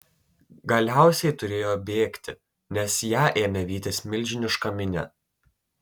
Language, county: Lithuanian, Telšiai